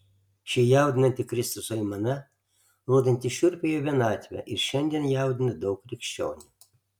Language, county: Lithuanian, Alytus